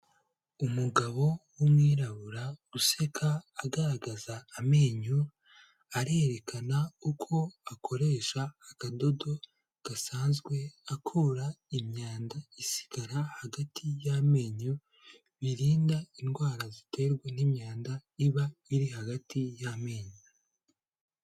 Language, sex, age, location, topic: Kinyarwanda, male, 18-24, Kigali, health